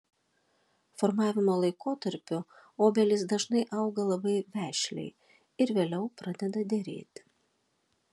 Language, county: Lithuanian, Alytus